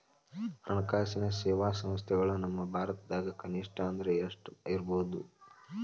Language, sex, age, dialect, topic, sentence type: Kannada, male, 18-24, Dharwad Kannada, banking, statement